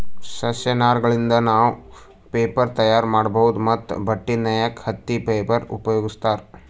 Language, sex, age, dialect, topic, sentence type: Kannada, male, 18-24, Northeastern, agriculture, statement